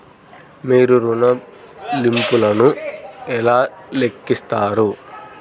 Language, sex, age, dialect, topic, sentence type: Telugu, male, 31-35, Central/Coastal, banking, question